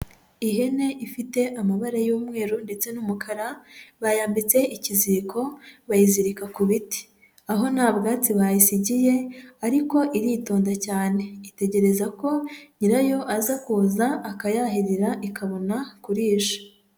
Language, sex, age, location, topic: Kinyarwanda, female, 25-35, Huye, agriculture